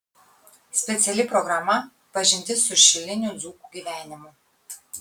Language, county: Lithuanian, Kaunas